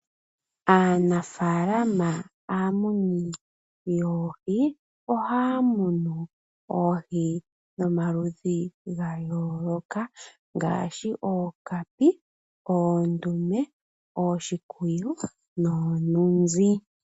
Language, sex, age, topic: Oshiwambo, female, 25-35, agriculture